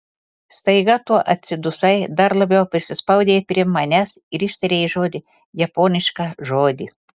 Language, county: Lithuanian, Telšiai